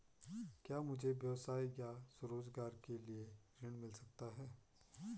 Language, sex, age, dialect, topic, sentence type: Hindi, male, 25-30, Garhwali, banking, question